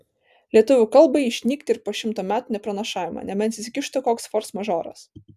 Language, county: Lithuanian, Vilnius